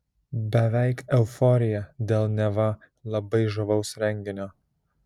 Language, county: Lithuanian, Šiauliai